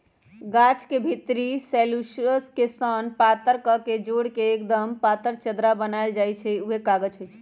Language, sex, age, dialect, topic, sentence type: Magahi, male, 18-24, Western, agriculture, statement